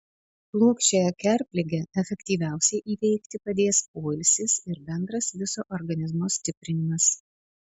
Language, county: Lithuanian, Panevėžys